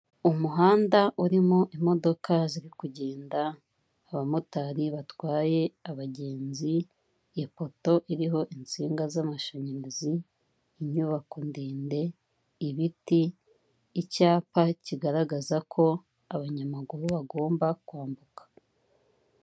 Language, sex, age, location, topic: Kinyarwanda, female, 25-35, Kigali, government